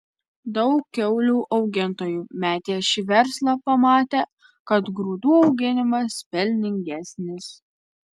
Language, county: Lithuanian, Alytus